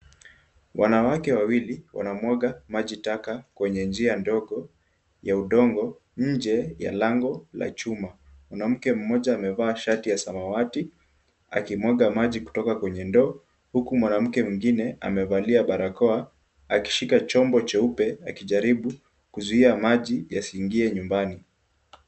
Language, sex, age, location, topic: Swahili, male, 18-24, Kisumu, health